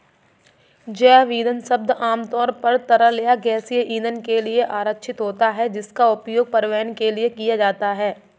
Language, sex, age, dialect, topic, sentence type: Hindi, female, 51-55, Kanauji Braj Bhasha, agriculture, statement